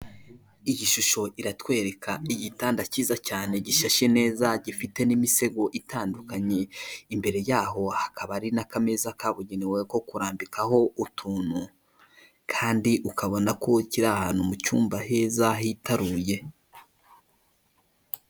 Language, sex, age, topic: Kinyarwanda, male, 18-24, finance